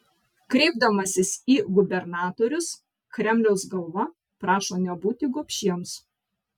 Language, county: Lithuanian, Vilnius